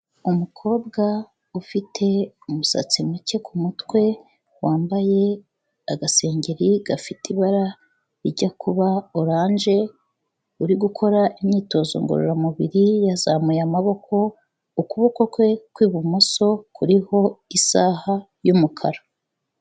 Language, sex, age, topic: Kinyarwanda, female, 36-49, health